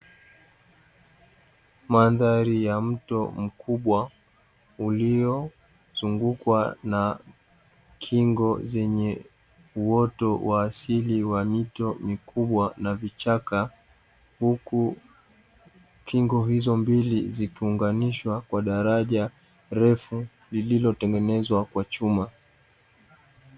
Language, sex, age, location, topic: Swahili, male, 18-24, Dar es Salaam, agriculture